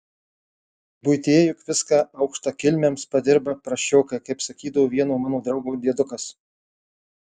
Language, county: Lithuanian, Marijampolė